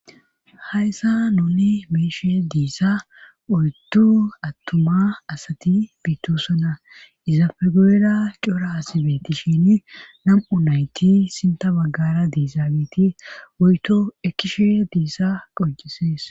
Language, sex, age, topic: Gamo, female, 18-24, government